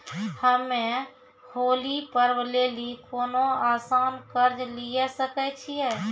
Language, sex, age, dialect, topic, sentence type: Maithili, female, 25-30, Angika, banking, question